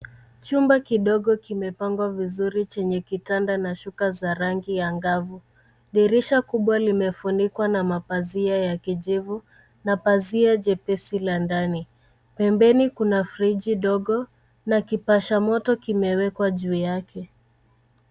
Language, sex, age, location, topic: Swahili, female, 25-35, Nairobi, education